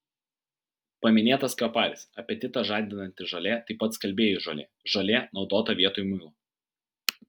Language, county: Lithuanian, Vilnius